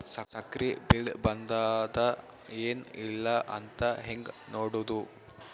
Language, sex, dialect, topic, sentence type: Kannada, male, Northeastern, banking, question